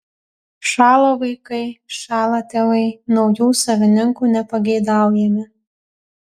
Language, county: Lithuanian, Kaunas